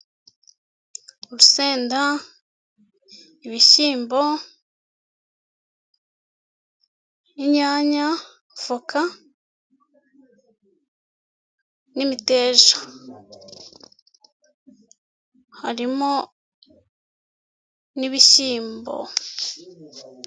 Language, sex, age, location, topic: Kinyarwanda, female, 18-24, Kigali, health